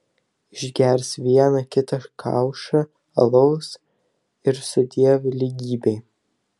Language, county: Lithuanian, Telšiai